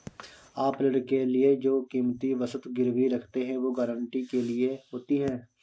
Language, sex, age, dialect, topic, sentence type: Hindi, male, 25-30, Awadhi Bundeli, banking, statement